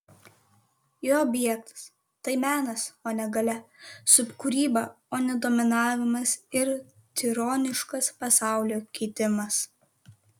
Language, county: Lithuanian, Kaunas